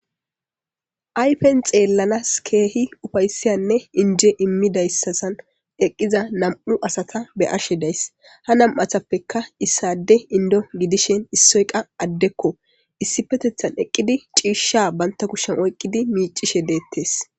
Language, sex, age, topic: Gamo, female, 18-24, government